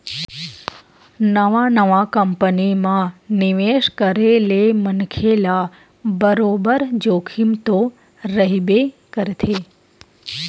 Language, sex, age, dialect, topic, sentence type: Chhattisgarhi, female, 25-30, Western/Budati/Khatahi, banking, statement